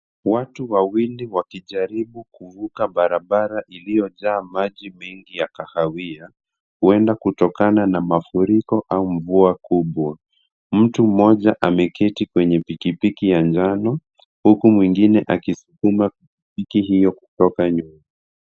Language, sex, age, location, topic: Swahili, male, 50+, Kisumu, health